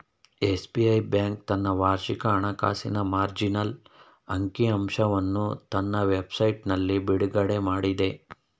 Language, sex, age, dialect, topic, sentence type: Kannada, male, 31-35, Mysore Kannada, banking, statement